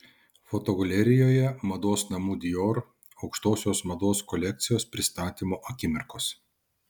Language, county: Lithuanian, Šiauliai